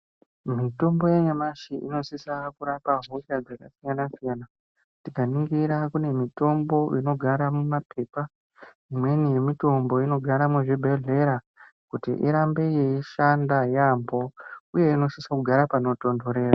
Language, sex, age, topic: Ndau, male, 25-35, health